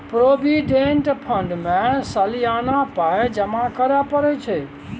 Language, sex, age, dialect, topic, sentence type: Maithili, male, 56-60, Bajjika, banking, statement